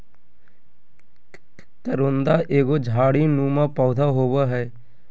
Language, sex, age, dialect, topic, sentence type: Magahi, male, 18-24, Southern, agriculture, statement